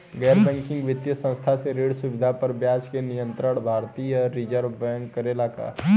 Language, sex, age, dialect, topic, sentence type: Bhojpuri, male, 18-24, Southern / Standard, banking, question